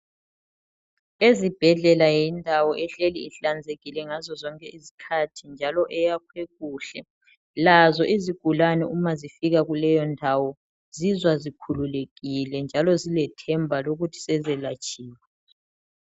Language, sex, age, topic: North Ndebele, male, 36-49, health